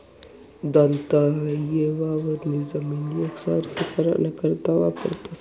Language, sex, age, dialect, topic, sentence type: Marathi, male, 18-24, Northern Konkan, agriculture, statement